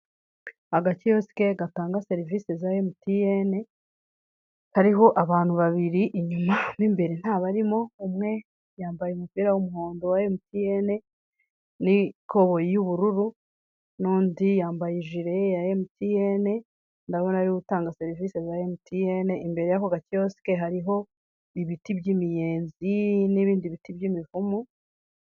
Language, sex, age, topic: Kinyarwanda, female, 36-49, finance